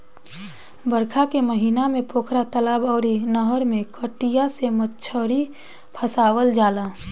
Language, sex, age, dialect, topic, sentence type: Bhojpuri, female, 18-24, Southern / Standard, agriculture, statement